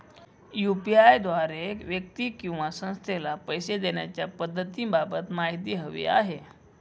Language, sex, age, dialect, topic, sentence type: Marathi, male, 56-60, Northern Konkan, banking, question